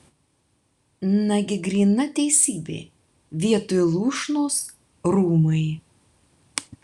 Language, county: Lithuanian, Vilnius